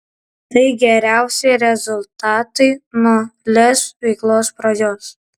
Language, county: Lithuanian, Kaunas